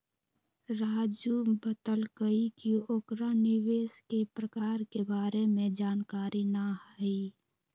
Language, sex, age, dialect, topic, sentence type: Magahi, female, 18-24, Western, banking, statement